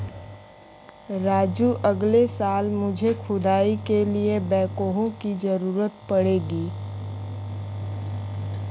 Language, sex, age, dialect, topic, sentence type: Hindi, female, 25-30, Kanauji Braj Bhasha, agriculture, statement